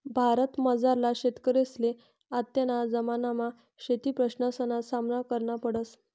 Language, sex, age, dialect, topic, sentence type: Marathi, female, 60-100, Northern Konkan, agriculture, statement